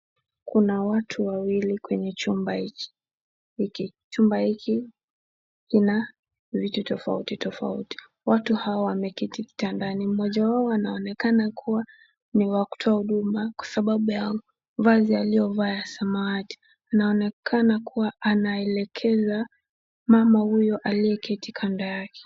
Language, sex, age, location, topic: Swahili, female, 18-24, Nakuru, health